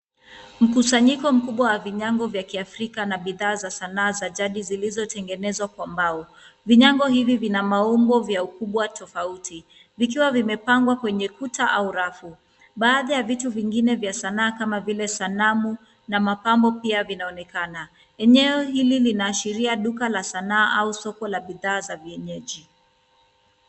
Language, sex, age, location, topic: Swahili, female, 25-35, Nairobi, finance